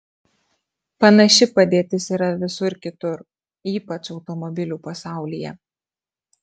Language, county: Lithuanian, Marijampolė